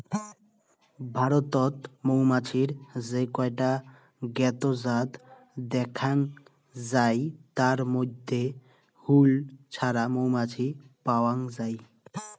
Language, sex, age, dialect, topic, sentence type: Bengali, male, 18-24, Rajbangshi, agriculture, statement